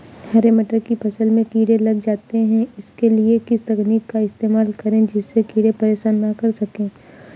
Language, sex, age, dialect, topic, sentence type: Hindi, female, 25-30, Awadhi Bundeli, agriculture, question